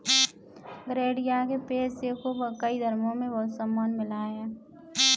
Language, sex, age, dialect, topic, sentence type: Hindi, male, 18-24, Kanauji Braj Bhasha, agriculture, statement